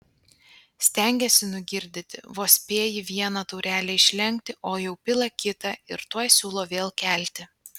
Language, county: Lithuanian, Panevėžys